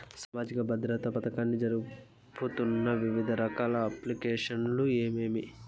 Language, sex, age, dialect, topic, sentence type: Telugu, male, 18-24, Southern, banking, question